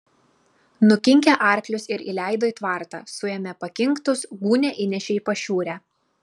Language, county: Lithuanian, Klaipėda